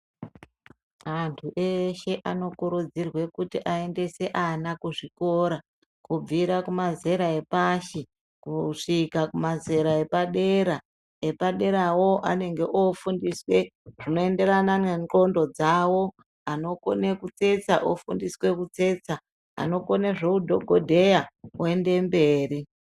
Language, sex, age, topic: Ndau, female, 36-49, education